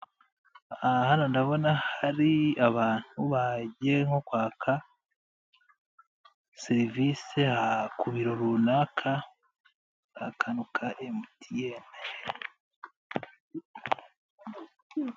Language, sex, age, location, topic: Kinyarwanda, male, 25-35, Nyagatare, health